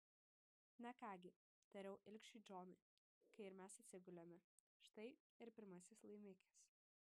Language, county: Lithuanian, Panevėžys